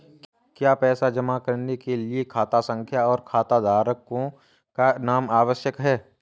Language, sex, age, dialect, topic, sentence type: Hindi, male, 25-30, Awadhi Bundeli, banking, question